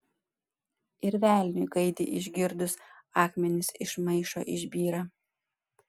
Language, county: Lithuanian, Panevėžys